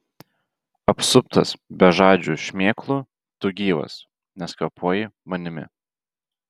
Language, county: Lithuanian, Vilnius